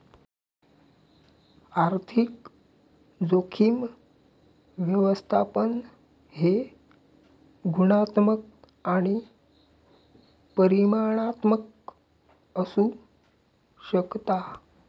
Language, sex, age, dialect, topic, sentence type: Marathi, male, 18-24, Southern Konkan, banking, statement